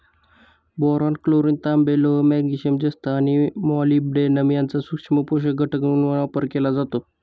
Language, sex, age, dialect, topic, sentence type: Marathi, male, 31-35, Standard Marathi, agriculture, statement